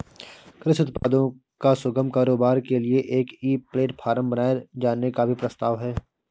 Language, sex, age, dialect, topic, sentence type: Hindi, male, 25-30, Awadhi Bundeli, agriculture, statement